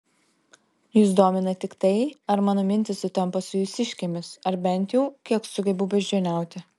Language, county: Lithuanian, Telšiai